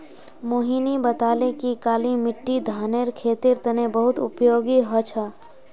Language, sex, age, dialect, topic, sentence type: Magahi, female, 41-45, Northeastern/Surjapuri, agriculture, statement